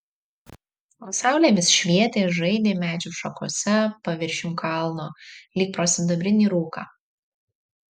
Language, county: Lithuanian, Marijampolė